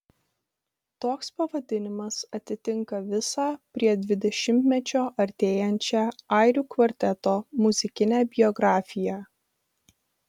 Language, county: Lithuanian, Vilnius